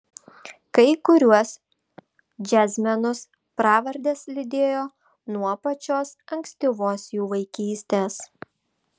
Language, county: Lithuanian, Vilnius